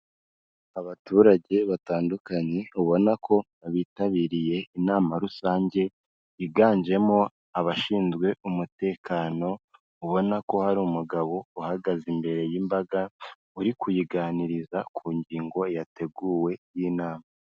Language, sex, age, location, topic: Kinyarwanda, female, 25-35, Kigali, health